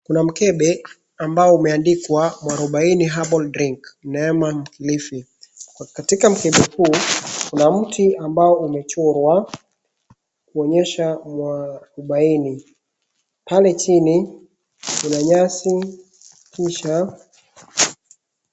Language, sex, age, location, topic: Swahili, male, 25-35, Wajir, health